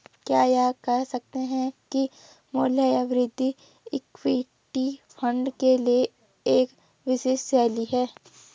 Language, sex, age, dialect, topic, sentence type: Hindi, female, 18-24, Garhwali, banking, statement